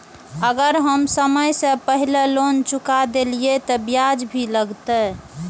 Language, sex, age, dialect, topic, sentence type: Maithili, female, 36-40, Eastern / Thethi, banking, question